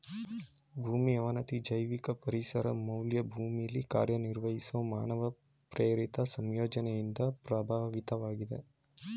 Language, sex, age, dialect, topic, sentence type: Kannada, male, 18-24, Mysore Kannada, agriculture, statement